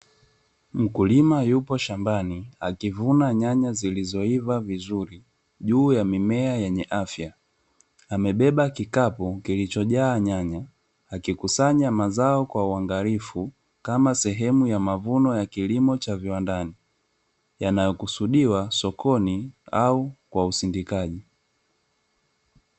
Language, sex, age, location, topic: Swahili, male, 25-35, Dar es Salaam, agriculture